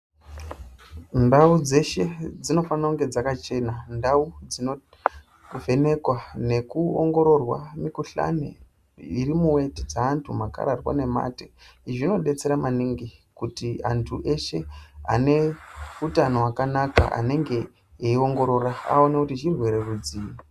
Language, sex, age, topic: Ndau, female, 18-24, health